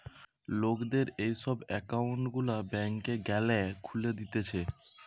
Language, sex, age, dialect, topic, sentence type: Bengali, male, 18-24, Western, banking, statement